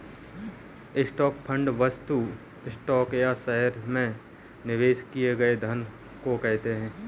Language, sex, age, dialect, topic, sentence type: Hindi, male, 25-30, Kanauji Braj Bhasha, banking, statement